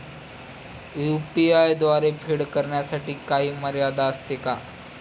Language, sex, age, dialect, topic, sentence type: Marathi, male, 18-24, Standard Marathi, banking, question